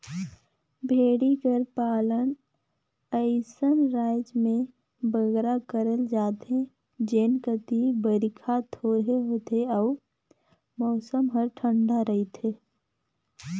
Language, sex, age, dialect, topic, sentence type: Chhattisgarhi, female, 25-30, Northern/Bhandar, agriculture, statement